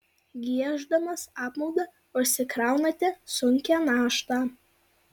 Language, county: Lithuanian, Vilnius